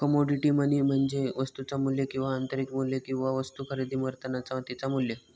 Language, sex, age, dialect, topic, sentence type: Marathi, male, 18-24, Southern Konkan, banking, statement